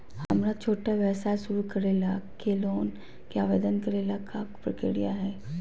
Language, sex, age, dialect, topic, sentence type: Magahi, female, 31-35, Southern, banking, question